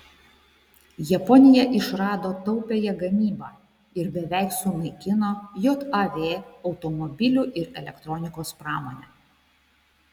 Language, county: Lithuanian, Šiauliai